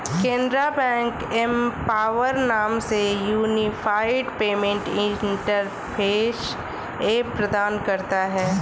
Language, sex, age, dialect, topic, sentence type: Hindi, female, 25-30, Awadhi Bundeli, banking, statement